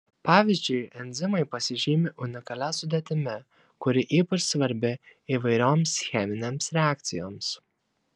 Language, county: Lithuanian, Kaunas